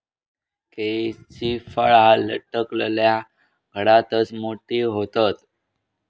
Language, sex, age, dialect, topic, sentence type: Marathi, male, 18-24, Southern Konkan, agriculture, statement